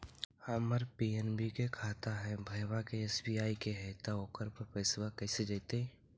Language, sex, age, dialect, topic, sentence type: Magahi, male, 60-100, Central/Standard, banking, question